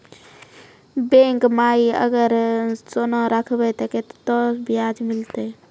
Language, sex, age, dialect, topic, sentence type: Maithili, female, 25-30, Angika, banking, question